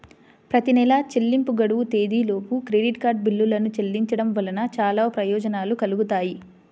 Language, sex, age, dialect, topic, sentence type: Telugu, female, 25-30, Central/Coastal, banking, statement